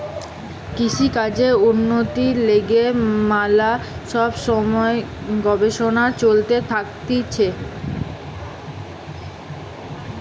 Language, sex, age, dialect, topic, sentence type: Bengali, female, 18-24, Western, agriculture, statement